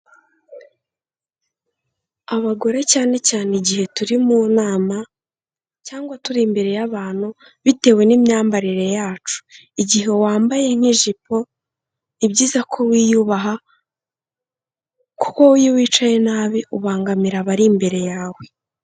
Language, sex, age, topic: Kinyarwanda, female, 18-24, health